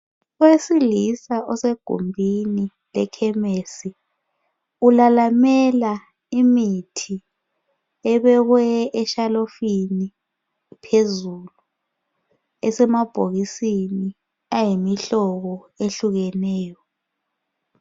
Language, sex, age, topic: North Ndebele, female, 25-35, health